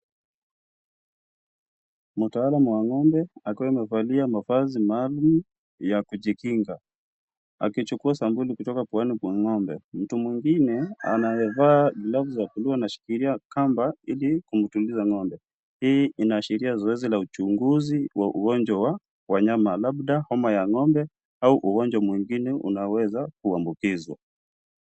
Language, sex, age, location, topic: Swahili, male, 25-35, Kisii, health